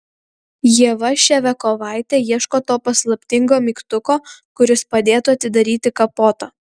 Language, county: Lithuanian, Kaunas